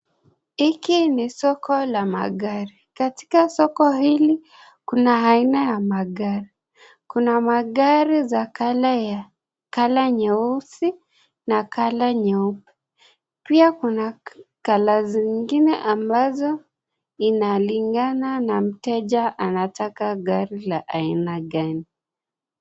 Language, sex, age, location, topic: Swahili, female, 25-35, Nakuru, finance